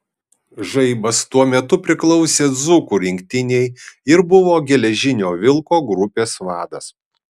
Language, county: Lithuanian, Kaunas